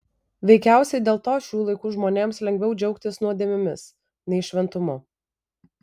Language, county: Lithuanian, Vilnius